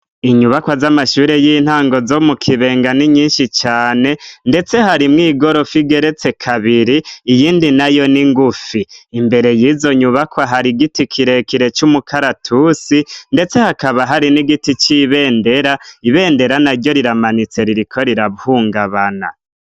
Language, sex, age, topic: Rundi, male, 25-35, education